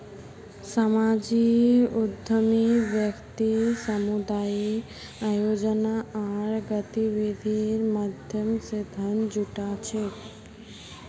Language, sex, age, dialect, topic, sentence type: Magahi, female, 51-55, Northeastern/Surjapuri, banking, statement